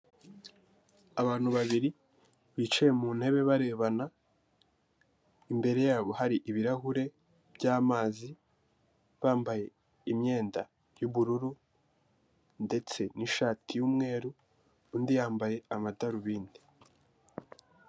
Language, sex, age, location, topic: Kinyarwanda, male, 18-24, Kigali, government